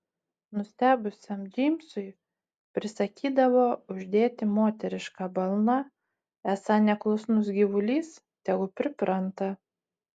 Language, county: Lithuanian, Utena